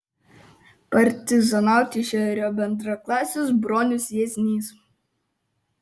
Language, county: Lithuanian, Kaunas